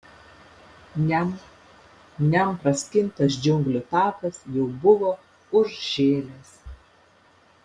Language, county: Lithuanian, Panevėžys